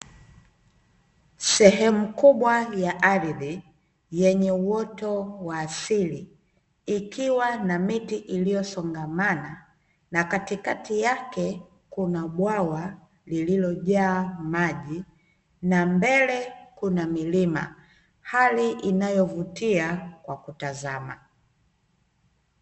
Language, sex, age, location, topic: Swahili, female, 25-35, Dar es Salaam, agriculture